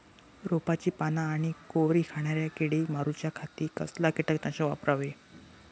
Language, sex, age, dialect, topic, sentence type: Marathi, male, 18-24, Southern Konkan, agriculture, question